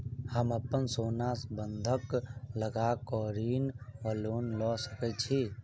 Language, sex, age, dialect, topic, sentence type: Maithili, male, 51-55, Southern/Standard, banking, question